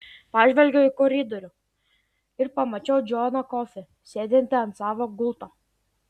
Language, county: Lithuanian, Klaipėda